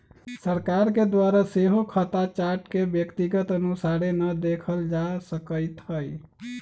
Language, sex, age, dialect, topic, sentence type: Magahi, male, 36-40, Western, banking, statement